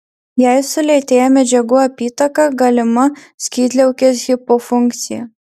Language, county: Lithuanian, Marijampolė